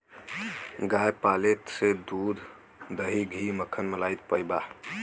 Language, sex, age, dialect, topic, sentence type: Bhojpuri, male, 18-24, Western, agriculture, statement